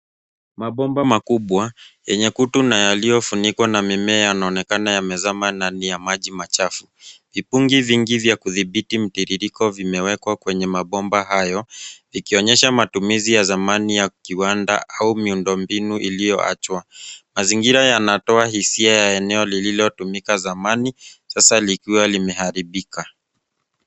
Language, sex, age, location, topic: Swahili, male, 25-35, Nairobi, government